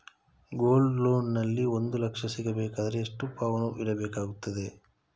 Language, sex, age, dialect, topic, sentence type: Kannada, male, 25-30, Coastal/Dakshin, banking, question